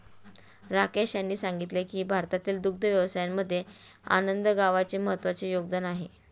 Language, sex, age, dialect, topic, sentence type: Marathi, female, 31-35, Standard Marathi, agriculture, statement